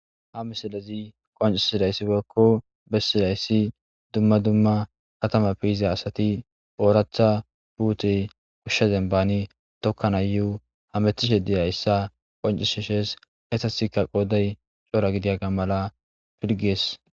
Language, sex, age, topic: Gamo, male, 18-24, agriculture